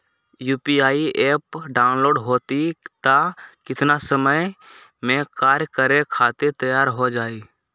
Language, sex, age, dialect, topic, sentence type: Magahi, male, 18-24, Western, banking, question